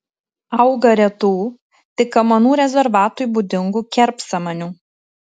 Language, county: Lithuanian, Tauragė